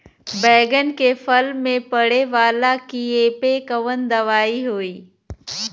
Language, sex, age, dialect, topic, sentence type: Bhojpuri, female, 25-30, Western, agriculture, question